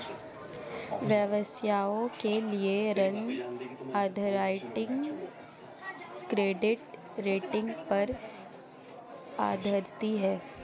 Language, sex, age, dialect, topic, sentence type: Hindi, female, 18-24, Marwari Dhudhari, banking, statement